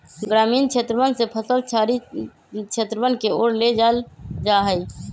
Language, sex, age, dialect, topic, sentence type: Magahi, male, 25-30, Western, agriculture, statement